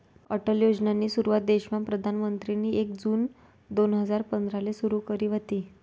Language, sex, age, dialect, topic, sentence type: Marathi, female, 25-30, Northern Konkan, banking, statement